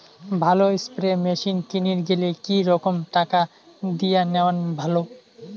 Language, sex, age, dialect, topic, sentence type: Bengali, male, 18-24, Rajbangshi, agriculture, question